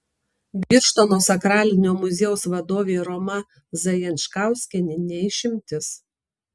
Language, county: Lithuanian, Kaunas